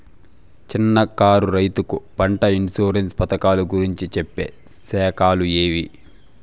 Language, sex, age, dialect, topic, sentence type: Telugu, male, 18-24, Southern, agriculture, question